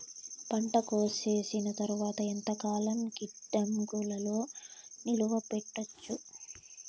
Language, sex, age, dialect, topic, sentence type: Telugu, female, 18-24, Southern, agriculture, question